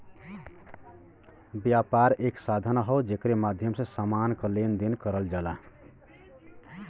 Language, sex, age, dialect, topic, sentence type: Bhojpuri, male, 31-35, Western, banking, statement